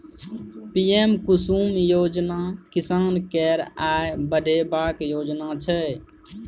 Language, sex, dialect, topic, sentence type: Maithili, male, Bajjika, agriculture, statement